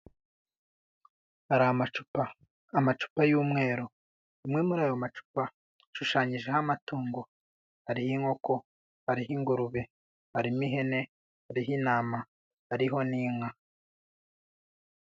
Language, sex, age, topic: Kinyarwanda, male, 25-35, agriculture